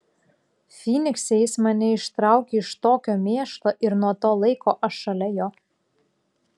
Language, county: Lithuanian, Klaipėda